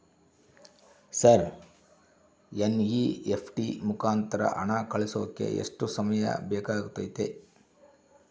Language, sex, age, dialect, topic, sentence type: Kannada, male, 51-55, Central, banking, question